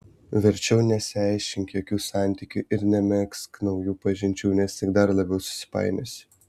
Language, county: Lithuanian, Vilnius